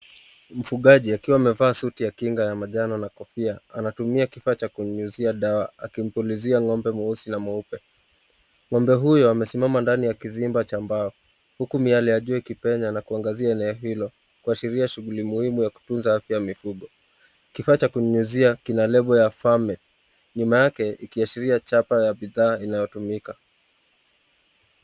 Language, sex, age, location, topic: Swahili, male, 25-35, Nakuru, agriculture